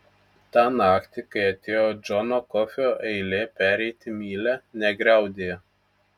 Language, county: Lithuanian, Telšiai